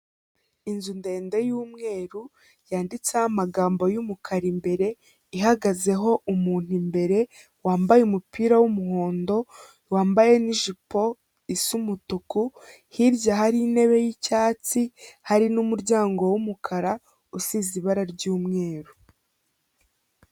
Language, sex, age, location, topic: Kinyarwanda, female, 18-24, Kigali, health